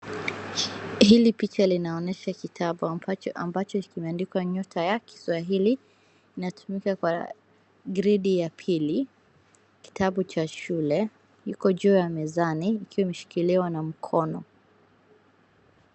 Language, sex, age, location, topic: Swahili, female, 25-35, Wajir, education